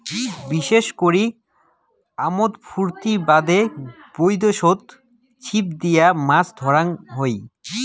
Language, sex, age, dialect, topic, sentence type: Bengali, male, 18-24, Rajbangshi, agriculture, statement